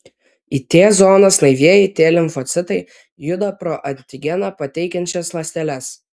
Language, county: Lithuanian, Vilnius